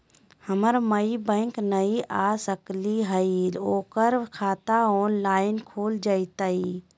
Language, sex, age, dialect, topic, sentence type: Magahi, female, 46-50, Southern, banking, question